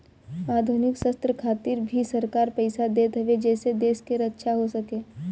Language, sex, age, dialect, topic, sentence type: Bhojpuri, female, 18-24, Northern, banking, statement